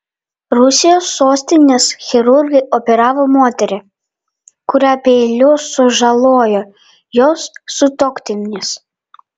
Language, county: Lithuanian, Vilnius